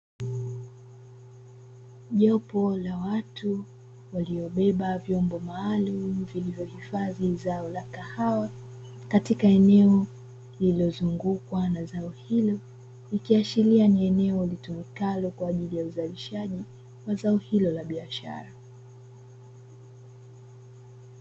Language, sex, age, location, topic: Swahili, female, 25-35, Dar es Salaam, agriculture